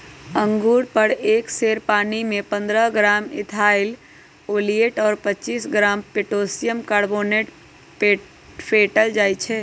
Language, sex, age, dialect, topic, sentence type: Magahi, female, 25-30, Western, agriculture, statement